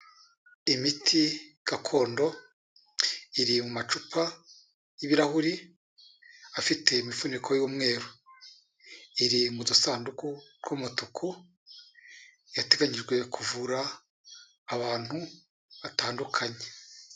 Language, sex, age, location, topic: Kinyarwanda, male, 36-49, Kigali, health